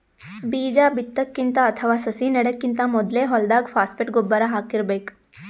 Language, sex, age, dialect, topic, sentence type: Kannada, female, 18-24, Northeastern, agriculture, statement